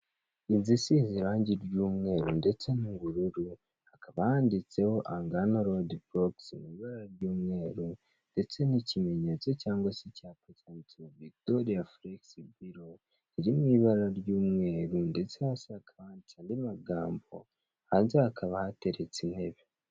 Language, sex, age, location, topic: Kinyarwanda, male, 18-24, Kigali, finance